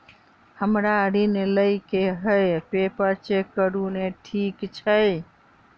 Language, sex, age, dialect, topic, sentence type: Maithili, female, 46-50, Southern/Standard, banking, question